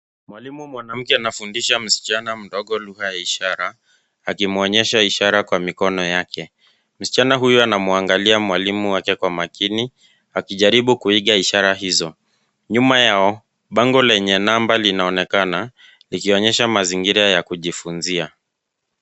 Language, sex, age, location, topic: Swahili, male, 25-35, Nairobi, education